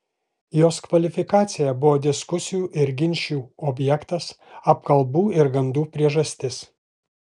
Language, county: Lithuanian, Alytus